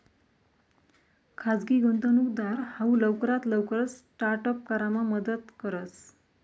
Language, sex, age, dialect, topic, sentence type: Marathi, female, 31-35, Northern Konkan, banking, statement